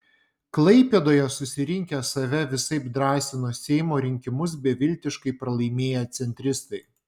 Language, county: Lithuanian, Vilnius